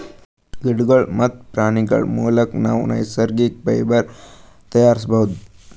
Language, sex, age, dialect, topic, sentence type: Kannada, male, 18-24, Northeastern, agriculture, statement